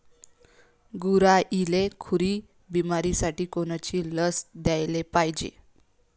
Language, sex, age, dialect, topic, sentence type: Marathi, female, 25-30, Varhadi, agriculture, question